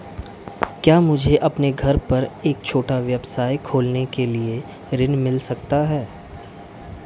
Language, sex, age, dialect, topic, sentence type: Hindi, male, 25-30, Marwari Dhudhari, banking, question